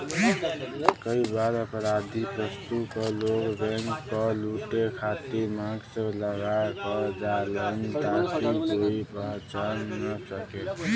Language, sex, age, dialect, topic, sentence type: Bhojpuri, male, 18-24, Western, banking, statement